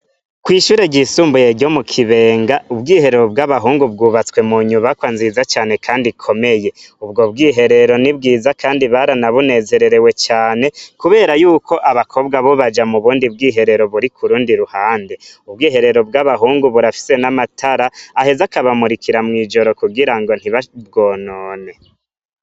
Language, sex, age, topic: Rundi, male, 25-35, education